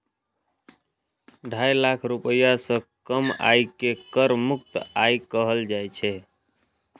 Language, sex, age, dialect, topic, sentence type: Maithili, male, 31-35, Eastern / Thethi, banking, statement